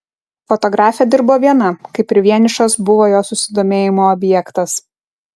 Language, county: Lithuanian, Kaunas